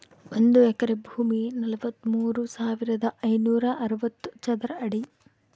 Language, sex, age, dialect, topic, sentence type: Kannada, female, 18-24, Central, agriculture, statement